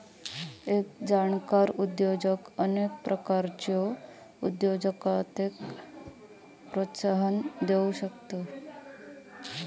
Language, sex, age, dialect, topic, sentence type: Marathi, female, 31-35, Southern Konkan, banking, statement